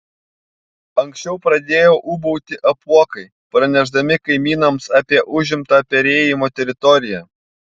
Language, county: Lithuanian, Panevėžys